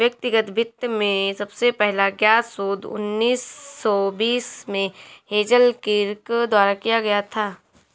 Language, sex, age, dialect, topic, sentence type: Hindi, female, 18-24, Marwari Dhudhari, banking, statement